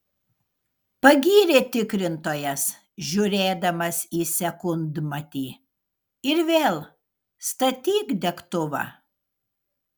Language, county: Lithuanian, Kaunas